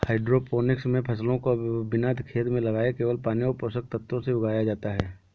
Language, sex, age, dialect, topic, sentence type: Hindi, male, 18-24, Awadhi Bundeli, agriculture, statement